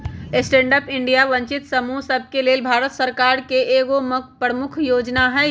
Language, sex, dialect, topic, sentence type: Magahi, male, Western, banking, statement